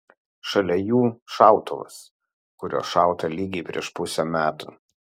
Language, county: Lithuanian, Kaunas